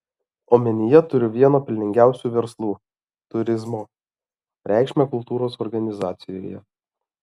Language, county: Lithuanian, Alytus